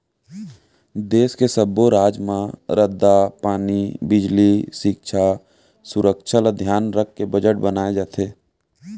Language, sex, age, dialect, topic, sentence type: Chhattisgarhi, male, 18-24, Central, banking, statement